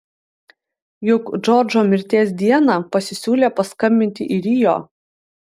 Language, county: Lithuanian, Utena